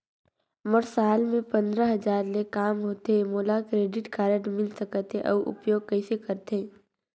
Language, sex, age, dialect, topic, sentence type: Chhattisgarhi, female, 56-60, Northern/Bhandar, banking, question